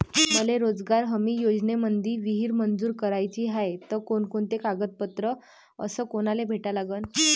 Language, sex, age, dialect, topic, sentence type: Marathi, female, 18-24, Varhadi, agriculture, question